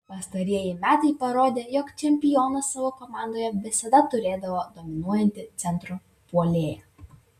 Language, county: Lithuanian, Vilnius